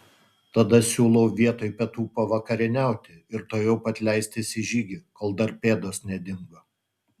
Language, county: Lithuanian, Utena